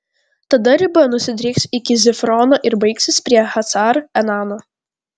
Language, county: Lithuanian, Vilnius